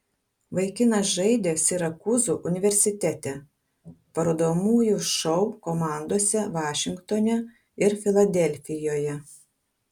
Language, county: Lithuanian, Kaunas